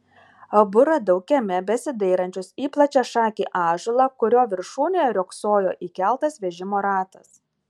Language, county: Lithuanian, Kaunas